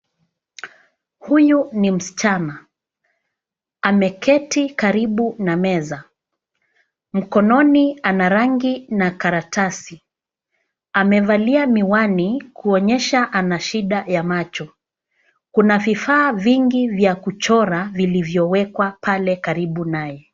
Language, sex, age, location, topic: Swahili, female, 36-49, Nairobi, education